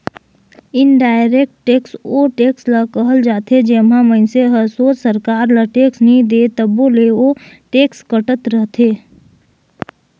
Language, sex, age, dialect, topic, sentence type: Chhattisgarhi, female, 18-24, Northern/Bhandar, banking, statement